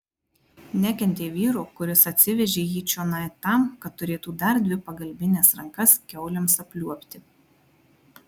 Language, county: Lithuanian, Marijampolė